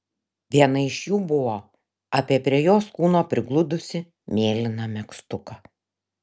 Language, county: Lithuanian, Šiauliai